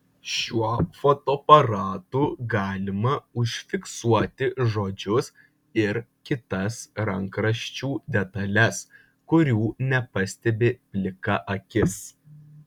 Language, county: Lithuanian, Vilnius